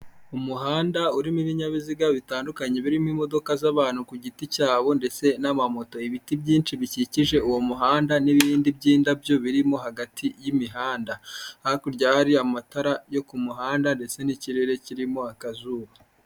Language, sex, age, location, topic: Kinyarwanda, male, 25-35, Kigali, government